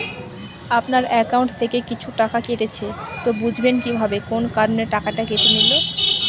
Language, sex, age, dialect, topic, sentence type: Bengali, female, 18-24, Northern/Varendri, banking, question